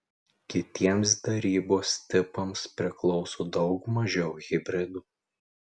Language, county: Lithuanian, Tauragė